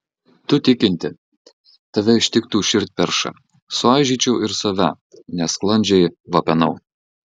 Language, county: Lithuanian, Marijampolė